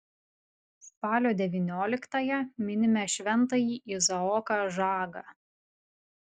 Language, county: Lithuanian, Vilnius